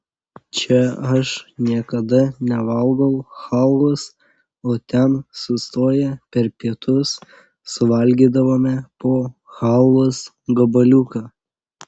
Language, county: Lithuanian, Panevėžys